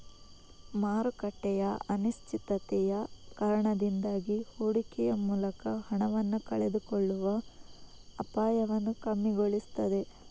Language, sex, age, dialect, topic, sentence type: Kannada, female, 18-24, Coastal/Dakshin, banking, statement